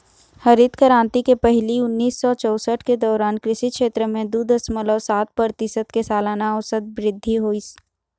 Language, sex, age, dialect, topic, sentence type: Chhattisgarhi, female, 36-40, Eastern, agriculture, statement